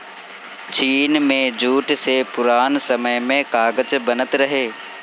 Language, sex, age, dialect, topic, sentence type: Bhojpuri, male, 18-24, Northern, agriculture, statement